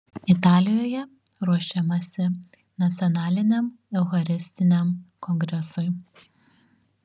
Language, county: Lithuanian, Šiauliai